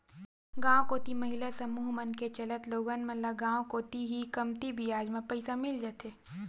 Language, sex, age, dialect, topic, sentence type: Chhattisgarhi, female, 60-100, Western/Budati/Khatahi, banking, statement